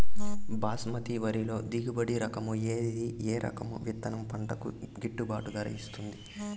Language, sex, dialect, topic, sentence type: Telugu, male, Southern, agriculture, question